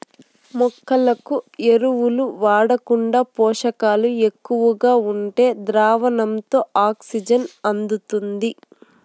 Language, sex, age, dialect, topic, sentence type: Telugu, female, 18-24, Southern, agriculture, statement